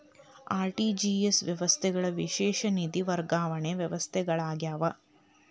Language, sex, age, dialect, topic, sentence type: Kannada, female, 31-35, Dharwad Kannada, banking, statement